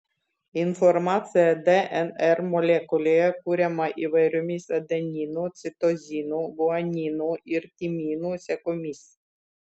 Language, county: Lithuanian, Vilnius